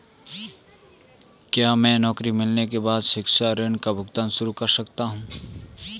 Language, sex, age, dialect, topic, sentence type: Hindi, male, 18-24, Marwari Dhudhari, banking, question